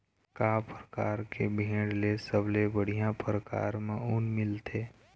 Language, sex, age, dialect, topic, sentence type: Chhattisgarhi, male, 18-24, Eastern, agriculture, question